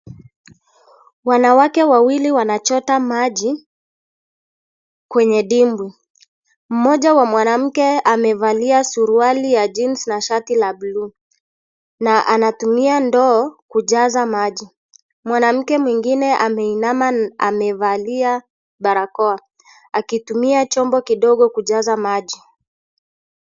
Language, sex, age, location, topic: Swahili, male, 25-35, Kisii, health